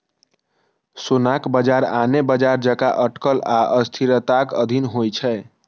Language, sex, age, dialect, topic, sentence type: Maithili, male, 18-24, Eastern / Thethi, banking, statement